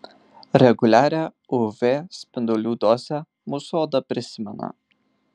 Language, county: Lithuanian, Marijampolė